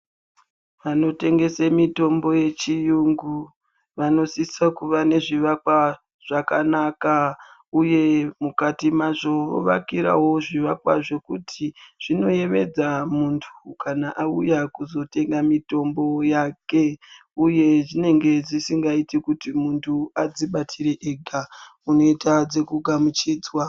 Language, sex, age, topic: Ndau, female, 36-49, health